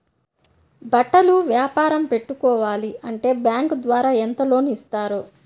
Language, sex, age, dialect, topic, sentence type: Telugu, female, 18-24, Central/Coastal, banking, question